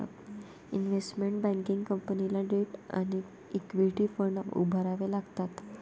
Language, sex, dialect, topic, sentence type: Marathi, female, Varhadi, banking, statement